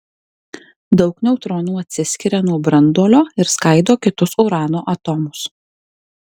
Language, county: Lithuanian, Alytus